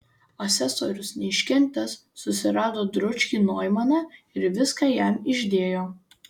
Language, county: Lithuanian, Vilnius